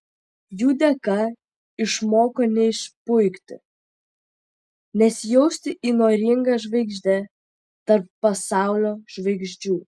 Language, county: Lithuanian, Vilnius